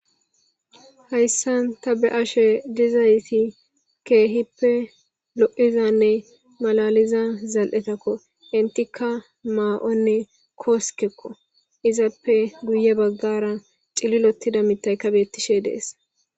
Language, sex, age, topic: Gamo, male, 18-24, government